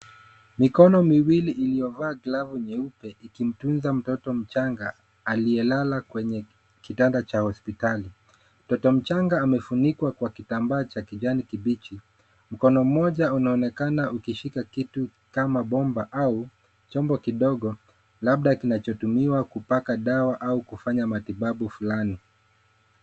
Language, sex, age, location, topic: Swahili, male, 25-35, Nairobi, health